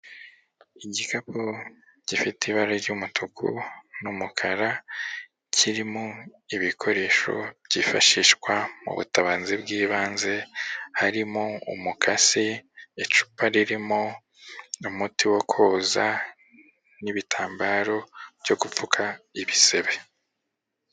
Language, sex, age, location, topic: Kinyarwanda, male, 36-49, Kigali, health